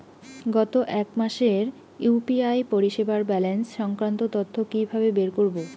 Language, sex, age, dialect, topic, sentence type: Bengali, female, 25-30, Rajbangshi, banking, question